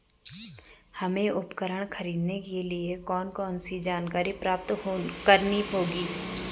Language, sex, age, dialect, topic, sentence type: Hindi, female, 25-30, Garhwali, agriculture, question